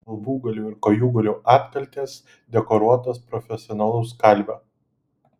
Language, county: Lithuanian, Utena